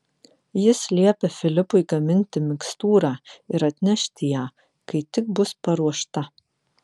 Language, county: Lithuanian, Vilnius